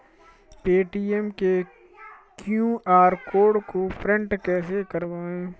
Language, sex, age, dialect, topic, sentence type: Hindi, male, 46-50, Kanauji Braj Bhasha, banking, question